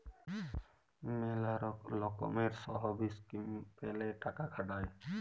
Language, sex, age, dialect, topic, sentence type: Bengali, male, 18-24, Jharkhandi, banking, statement